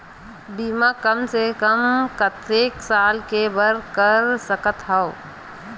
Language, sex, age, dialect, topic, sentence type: Chhattisgarhi, female, 36-40, Western/Budati/Khatahi, banking, question